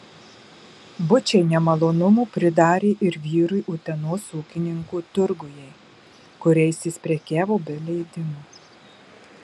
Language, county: Lithuanian, Marijampolė